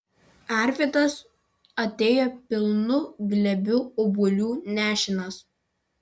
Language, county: Lithuanian, Vilnius